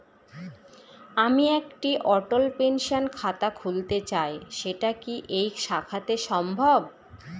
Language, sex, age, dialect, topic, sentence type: Bengali, female, 18-24, Northern/Varendri, banking, question